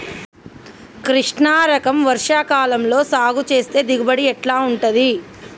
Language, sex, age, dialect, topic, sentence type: Telugu, male, 18-24, Telangana, agriculture, question